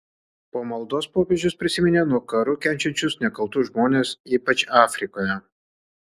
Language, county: Lithuanian, Kaunas